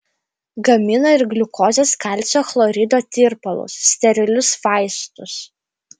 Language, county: Lithuanian, Vilnius